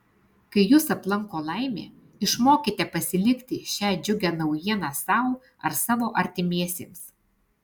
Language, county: Lithuanian, Alytus